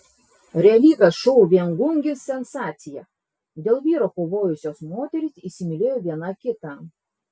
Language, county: Lithuanian, Klaipėda